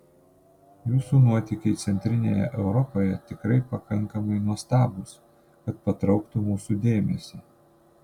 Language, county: Lithuanian, Panevėžys